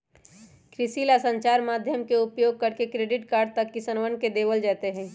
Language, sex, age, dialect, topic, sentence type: Magahi, male, 31-35, Western, agriculture, statement